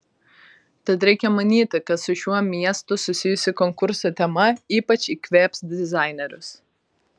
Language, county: Lithuanian, Vilnius